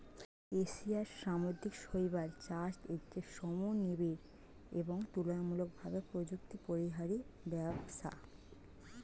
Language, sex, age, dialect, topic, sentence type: Bengali, female, 25-30, Standard Colloquial, agriculture, statement